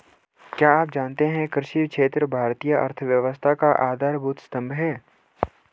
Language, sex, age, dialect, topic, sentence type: Hindi, male, 18-24, Hindustani Malvi Khadi Boli, agriculture, statement